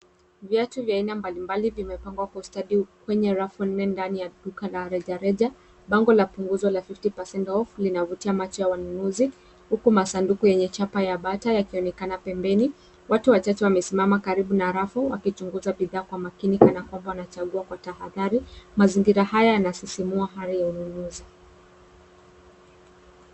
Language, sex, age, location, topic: Swahili, female, 36-49, Nairobi, finance